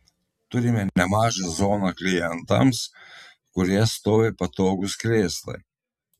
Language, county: Lithuanian, Telšiai